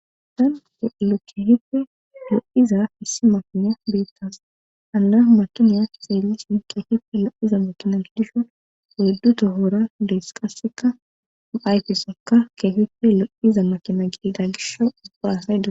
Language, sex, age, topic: Gamo, female, 25-35, government